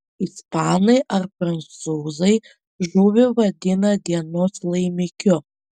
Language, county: Lithuanian, Panevėžys